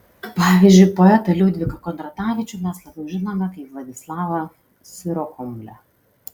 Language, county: Lithuanian, Kaunas